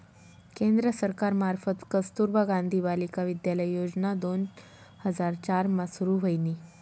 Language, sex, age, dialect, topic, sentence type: Marathi, female, 18-24, Northern Konkan, banking, statement